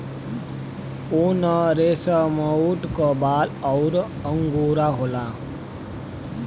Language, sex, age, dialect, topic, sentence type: Bhojpuri, male, 60-100, Western, agriculture, statement